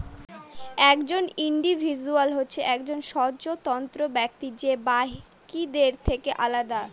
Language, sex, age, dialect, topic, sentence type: Bengali, female, 60-100, Northern/Varendri, banking, statement